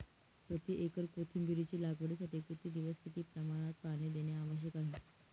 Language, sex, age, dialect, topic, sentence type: Marathi, female, 18-24, Northern Konkan, agriculture, question